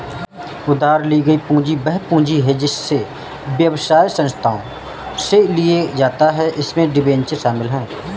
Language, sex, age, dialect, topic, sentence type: Hindi, male, 31-35, Marwari Dhudhari, banking, statement